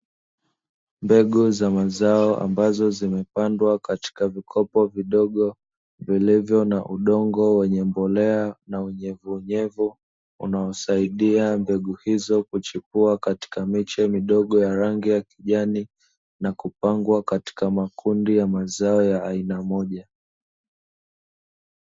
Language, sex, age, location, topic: Swahili, male, 25-35, Dar es Salaam, agriculture